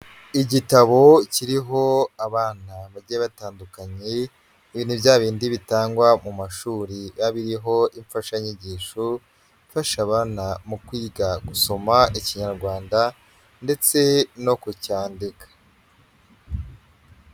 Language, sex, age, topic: Kinyarwanda, male, 25-35, education